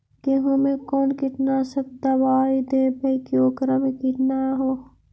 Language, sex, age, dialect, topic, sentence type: Magahi, female, 56-60, Central/Standard, agriculture, question